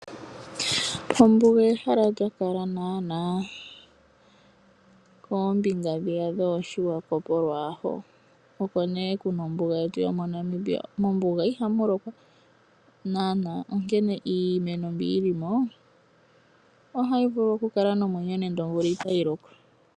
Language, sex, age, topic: Oshiwambo, female, 25-35, agriculture